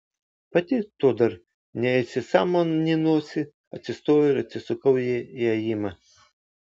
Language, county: Lithuanian, Vilnius